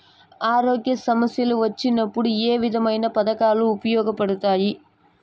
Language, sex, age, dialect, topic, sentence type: Telugu, female, 18-24, Southern, banking, question